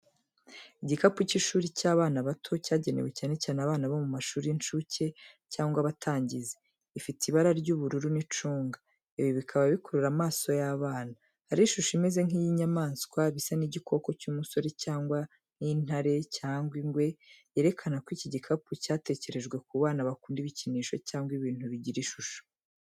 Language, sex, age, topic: Kinyarwanda, female, 25-35, education